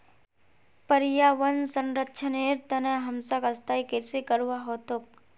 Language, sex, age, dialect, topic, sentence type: Magahi, male, 18-24, Northeastern/Surjapuri, agriculture, statement